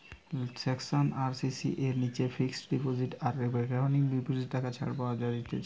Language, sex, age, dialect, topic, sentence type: Bengali, male, 25-30, Western, banking, statement